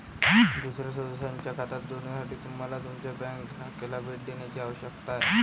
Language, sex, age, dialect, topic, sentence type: Marathi, male, 18-24, Varhadi, banking, statement